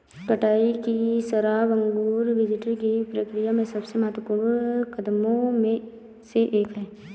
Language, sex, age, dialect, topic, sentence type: Hindi, female, 18-24, Awadhi Bundeli, agriculture, statement